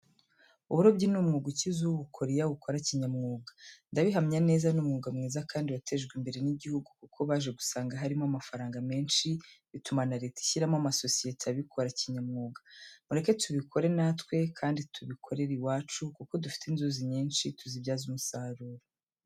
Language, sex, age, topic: Kinyarwanda, female, 25-35, education